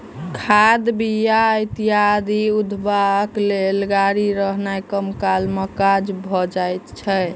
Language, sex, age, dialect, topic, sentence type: Maithili, male, 25-30, Southern/Standard, agriculture, statement